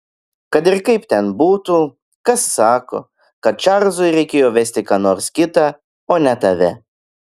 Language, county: Lithuanian, Klaipėda